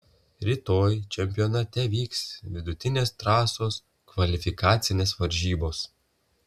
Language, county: Lithuanian, Telšiai